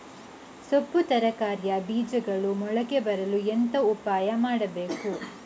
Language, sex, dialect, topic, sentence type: Kannada, female, Coastal/Dakshin, agriculture, question